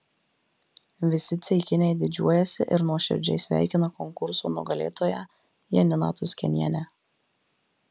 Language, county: Lithuanian, Marijampolė